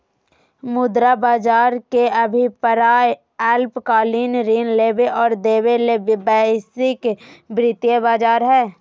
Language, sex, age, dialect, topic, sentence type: Magahi, female, 25-30, Southern, banking, statement